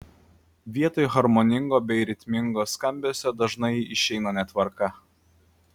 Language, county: Lithuanian, Klaipėda